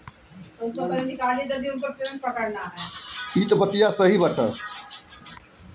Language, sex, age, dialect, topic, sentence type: Bhojpuri, male, 51-55, Northern, banking, statement